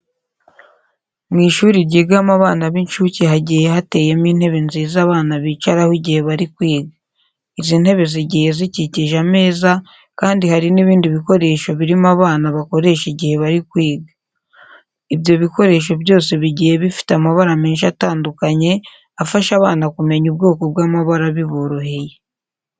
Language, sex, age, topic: Kinyarwanda, female, 25-35, education